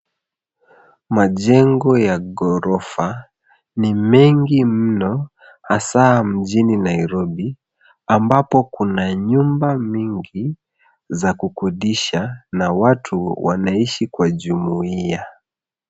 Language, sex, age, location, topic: Swahili, male, 36-49, Nairobi, finance